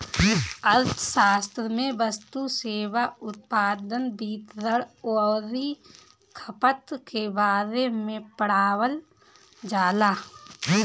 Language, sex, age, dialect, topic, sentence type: Bhojpuri, female, 31-35, Northern, banking, statement